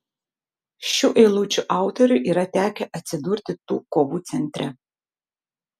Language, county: Lithuanian, Vilnius